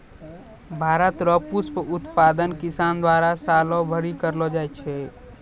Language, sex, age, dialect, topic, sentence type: Maithili, male, 18-24, Angika, agriculture, statement